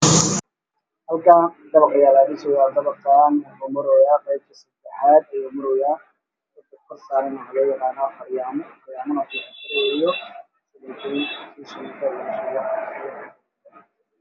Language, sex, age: Somali, male, 25-35